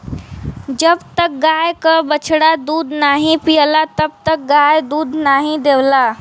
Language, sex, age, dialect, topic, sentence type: Bhojpuri, female, <18, Western, agriculture, statement